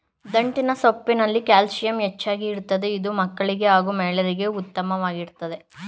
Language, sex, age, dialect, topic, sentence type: Kannada, male, 25-30, Mysore Kannada, agriculture, statement